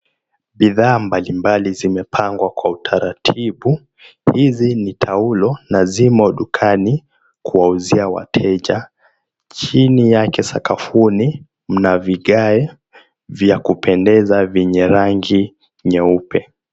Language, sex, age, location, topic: Swahili, male, 18-24, Mombasa, government